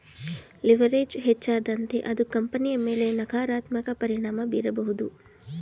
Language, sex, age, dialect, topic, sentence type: Kannada, female, 25-30, Mysore Kannada, banking, statement